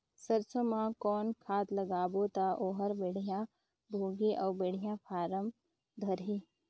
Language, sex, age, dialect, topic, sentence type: Chhattisgarhi, female, 56-60, Northern/Bhandar, agriculture, question